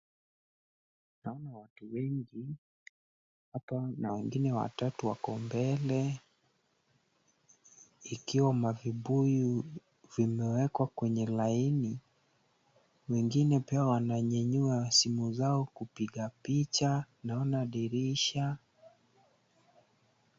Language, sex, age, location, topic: Swahili, male, 25-35, Kisumu, health